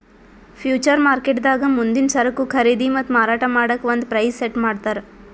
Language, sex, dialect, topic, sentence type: Kannada, female, Northeastern, banking, statement